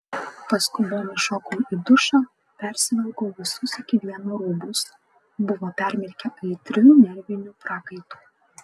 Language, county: Lithuanian, Kaunas